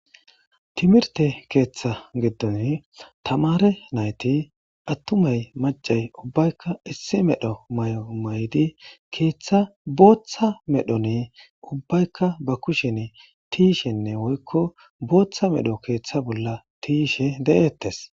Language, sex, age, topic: Gamo, male, 25-35, government